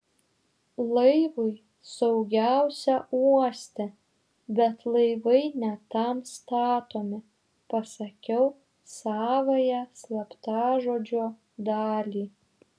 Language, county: Lithuanian, Šiauliai